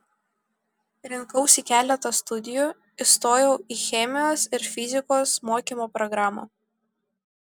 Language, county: Lithuanian, Vilnius